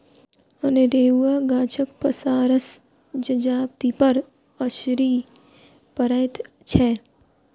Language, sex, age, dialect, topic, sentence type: Maithili, female, 41-45, Southern/Standard, agriculture, statement